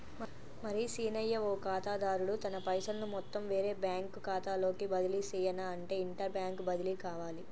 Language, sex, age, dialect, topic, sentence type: Telugu, female, 25-30, Telangana, banking, statement